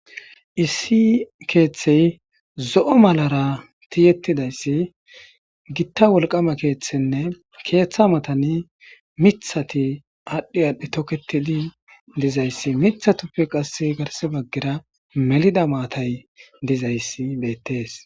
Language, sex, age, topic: Gamo, male, 25-35, government